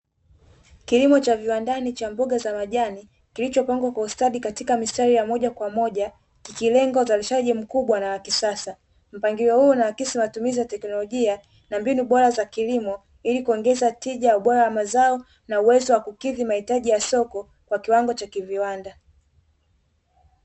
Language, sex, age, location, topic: Swahili, female, 25-35, Dar es Salaam, agriculture